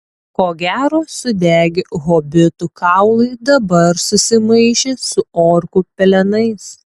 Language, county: Lithuanian, Tauragė